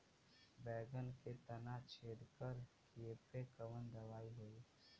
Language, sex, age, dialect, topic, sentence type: Bhojpuri, male, 18-24, Western, agriculture, question